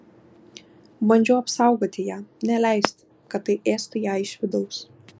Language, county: Lithuanian, Kaunas